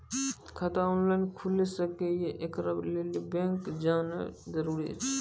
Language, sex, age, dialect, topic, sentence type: Maithili, male, 18-24, Angika, banking, question